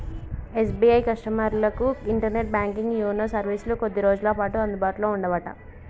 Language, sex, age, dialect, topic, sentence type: Telugu, male, 18-24, Telangana, banking, statement